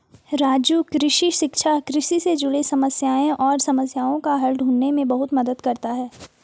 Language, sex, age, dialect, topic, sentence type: Hindi, female, 18-24, Garhwali, agriculture, statement